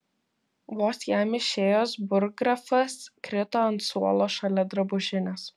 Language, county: Lithuanian, Vilnius